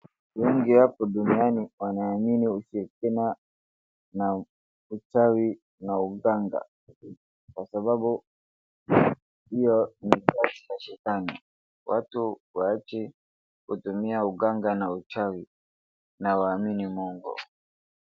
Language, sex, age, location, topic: Swahili, male, 18-24, Wajir, health